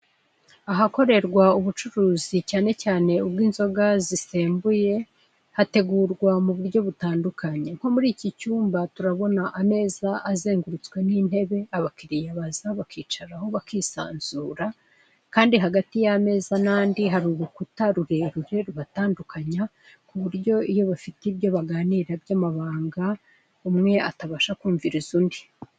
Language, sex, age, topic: Kinyarwanda, male, 36-49, finance